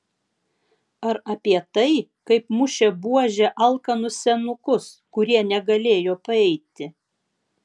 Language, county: Lithuanian, Vilnius